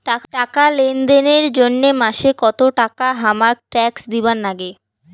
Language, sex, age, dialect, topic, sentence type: Bengali, female, 18-24, Rajbangshi, banking, question